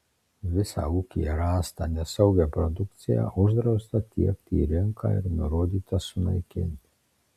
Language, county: Lithuanian, Marijampolė